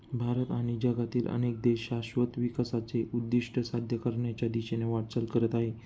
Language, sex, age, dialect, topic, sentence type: Marathi, male, 25-30, Northern Konkan, agriculture, statement